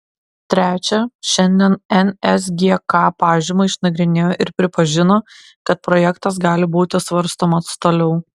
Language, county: Lithuanian, Klaipėda